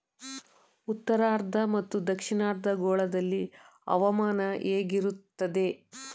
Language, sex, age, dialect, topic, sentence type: Kannada, female, 31-35, Mysore Kannada, agriculture, question